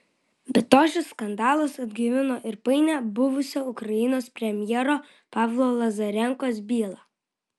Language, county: Lithuanian, Vilnius